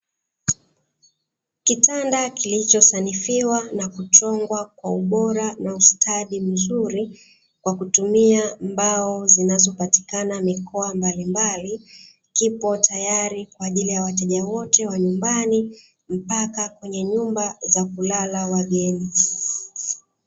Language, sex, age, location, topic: Swahili, female, 36-49, Dar es Salaam, finance